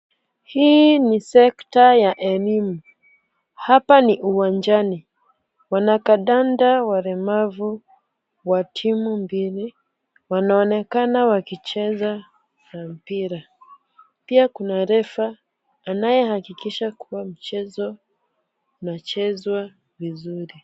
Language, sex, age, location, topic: Swahili, female, 25-35, Kisumu, education